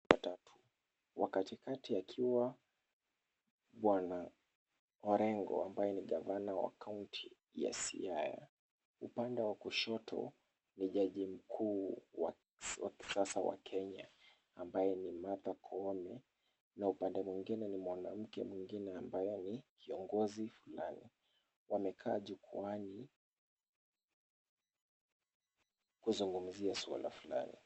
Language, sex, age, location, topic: Swahili, male, 25-35, Kisumu, government